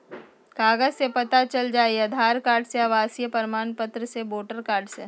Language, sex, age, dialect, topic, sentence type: Magahi, female, 60-100, Western, banking, question